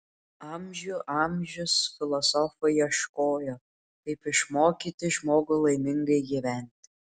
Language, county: Lithuanian, Klaipėda